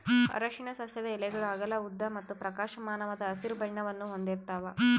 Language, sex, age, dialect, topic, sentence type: Kannada, female, 31-35, Central, agriculture, statement